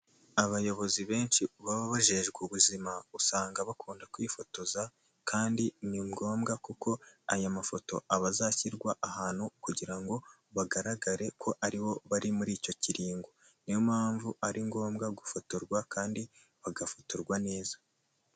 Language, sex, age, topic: Kinyarwanda, male, 18-24, health